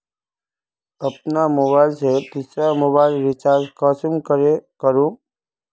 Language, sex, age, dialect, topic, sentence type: Magahi, male, 25-30, Northeastern/Surjapuri, banking, question